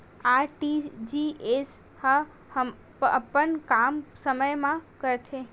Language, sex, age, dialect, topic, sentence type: Chhattisgarhi, female, 18-24, Western/Budati/Khatahi, banking, question